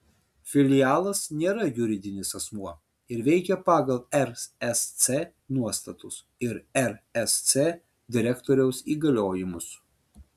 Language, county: Lithuanian, Vilnius